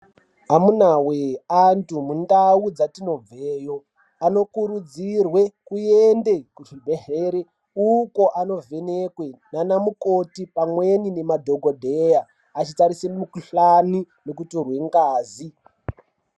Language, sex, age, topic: Ndau, male, 18-24, health